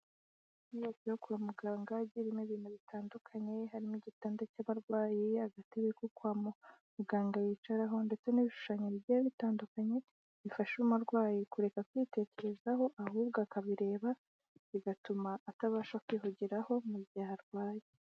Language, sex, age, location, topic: Kinyarwanda, female, 18-24, Kigali, health